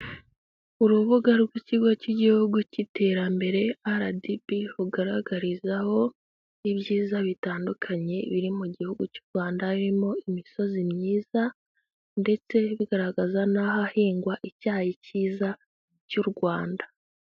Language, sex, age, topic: Kinyarwanda, female, 18-24, government